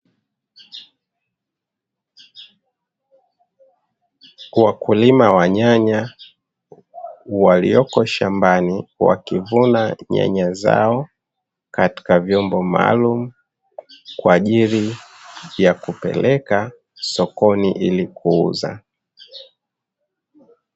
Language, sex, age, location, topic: Swahili, male, 25-35, Dar es Salaam, agriculture